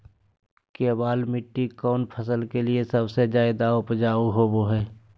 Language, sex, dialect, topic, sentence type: Magahi, male, Southern, agriculture, question